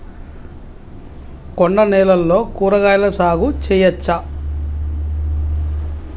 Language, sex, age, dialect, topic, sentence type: Telugu, female, 31-35, Telangana, agriculture, question